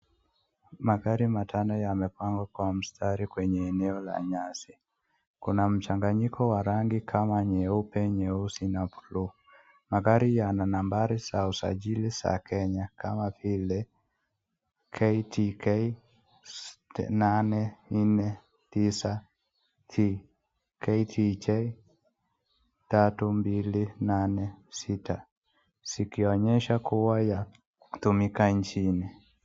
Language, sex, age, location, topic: Swahili, female, 18-24, Nakuru, finance